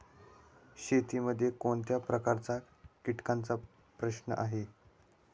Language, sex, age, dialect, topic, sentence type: Marathi, male, 18-24, Standard Marathi, agriculture, question